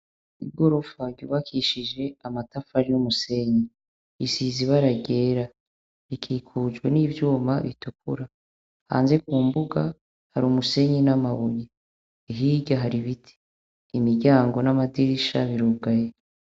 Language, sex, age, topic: Rundi, female, 36-49, education